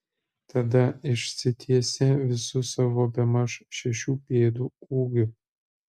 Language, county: Lithuanian, Kaunas